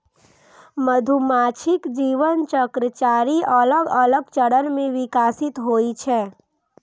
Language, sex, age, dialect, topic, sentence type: Maithili, female, 18-24, Eastern / Thethi, agriculture, statement